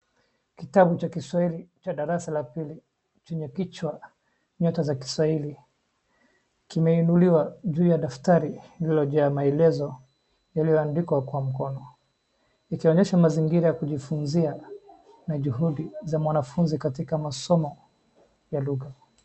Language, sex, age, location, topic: Swahili, male, 25-35, Wajir, education